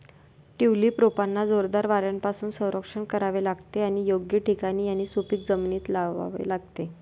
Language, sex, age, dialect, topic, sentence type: Marathi, female, 18-24, Varhadi, agriculture, statement